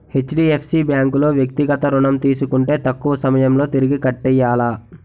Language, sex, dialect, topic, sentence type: Telugu, male, Utterandhra, banking, statement